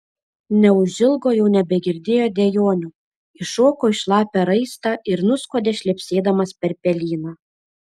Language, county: Lithuanian, Šiauliai